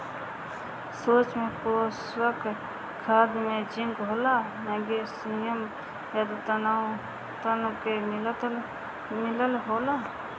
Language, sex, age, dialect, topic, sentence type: Bhojpuri, female, 25-30, Northern, agriculture, statement